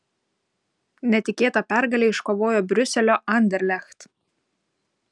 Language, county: Lithuanian, Kaunas